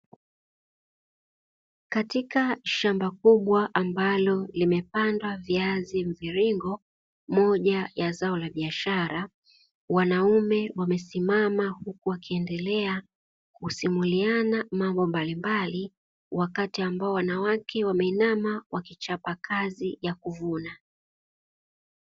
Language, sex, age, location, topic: Swahili, female, 18-24, Dar es Salaam, agriculture